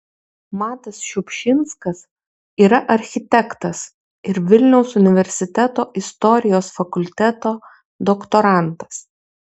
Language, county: Lithuanian, Kaunas